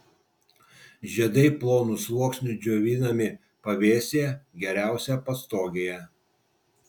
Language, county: Lithuanian, Vilnius